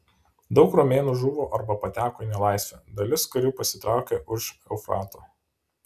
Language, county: Lithuanian, Panevėžys